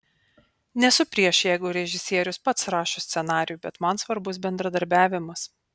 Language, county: Lithuanian, Panevėžys